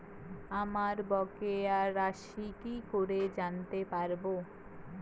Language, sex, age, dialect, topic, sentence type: Bengali, female, 18-24, Rajbangshi, banking, question